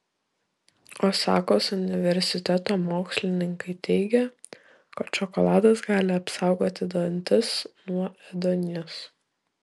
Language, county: Lithuanian, Šiauliai